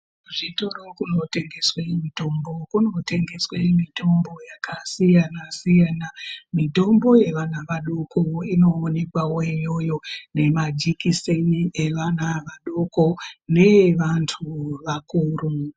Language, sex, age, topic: Ndau, female, 36-49, health